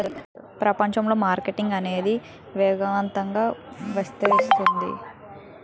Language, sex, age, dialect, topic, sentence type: Telugu, female, 18-24, Utterandhra, banking, statement